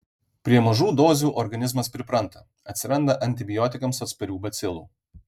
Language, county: Lithuanian, Vilnius